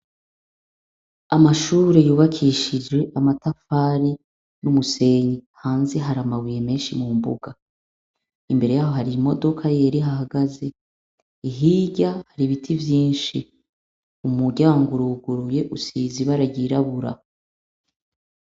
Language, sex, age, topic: Rundi, female, 36-49, education